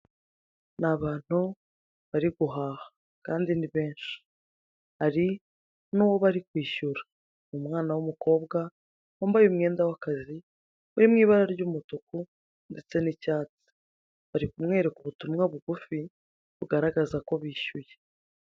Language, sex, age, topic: Kinyarwanda, female, 25-35, finance